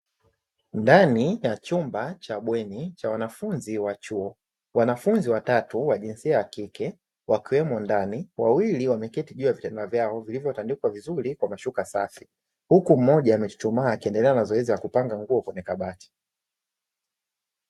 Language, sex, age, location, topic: Swahili, male, 25-35, Dar es Salaam, education